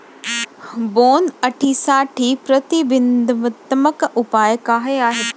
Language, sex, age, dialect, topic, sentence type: Marathi, female, 25-30, Standard Marathi, agriculture, question